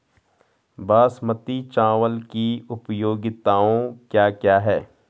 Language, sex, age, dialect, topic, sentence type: Hindi, male, 36-40, Garhwali, agriculture, question